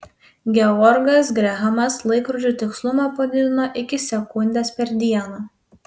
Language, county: Lithuanian, Panevėžys